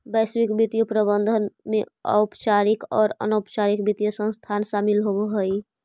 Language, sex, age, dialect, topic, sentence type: Magahi, female, 25-30, Central/Standard, banking, statement